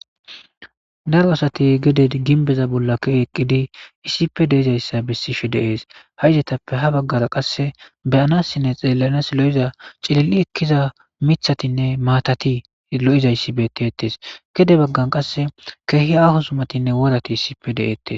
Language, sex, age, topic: Gamo, male, 18-24, government